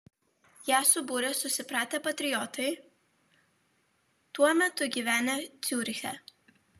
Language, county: Lithuanian, Vilnius